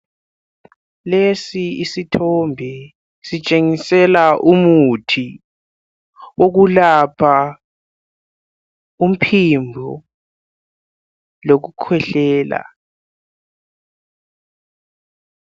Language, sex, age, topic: North Ndebele, male, 18-24, health